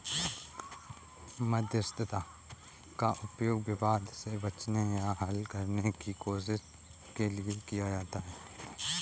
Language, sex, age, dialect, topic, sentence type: Hindi, male, 18-24, Kanauji Braj Bhasha, banking, statement